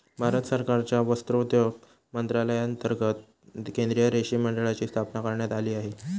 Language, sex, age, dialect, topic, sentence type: Marathi, male, 18-24, Standard Marathi, agriculture, statement